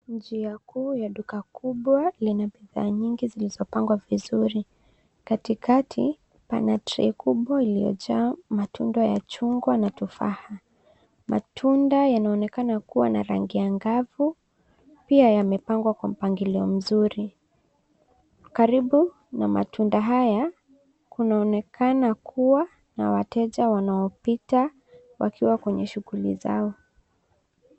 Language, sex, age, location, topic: Swahili, female, 18-24, Nairobi, finance